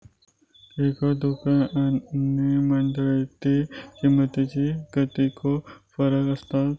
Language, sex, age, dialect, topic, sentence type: Marathi, male, 25-30, Southern Konkan, agriculture, question